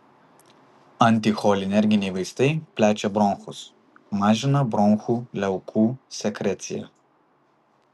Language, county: Lithuanian, Vilnius